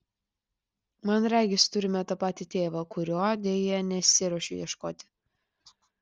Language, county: Lithuanian, Klaipėda